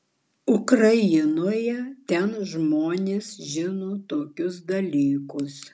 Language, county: Lithuanian, Vilnius